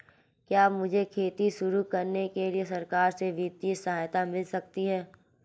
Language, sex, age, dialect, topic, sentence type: Hindi, female, 18-24, Marwari Dhudhari, agriculture, question